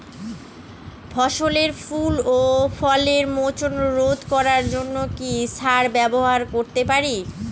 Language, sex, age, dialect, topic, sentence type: Bengali, female, 31-35, Northern/Varendri, agriculture, question